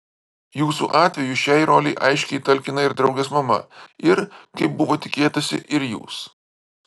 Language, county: Lithuanian, Vilnius